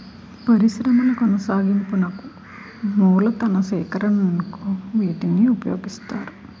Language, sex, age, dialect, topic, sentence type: Telugu, female, 46-50, Utterandhra, banking, statement